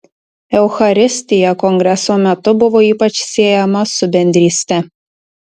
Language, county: Lithuanian, Tauragė